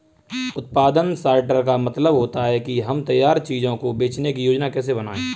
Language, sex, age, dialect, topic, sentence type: Hindi, male, 25-30, Kanauji Braj Bhasha, agriculture, statement